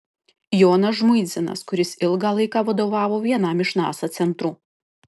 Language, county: Lithuanian, Kaunas